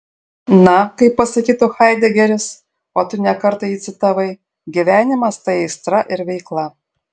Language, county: Lithuanian, Šiauliai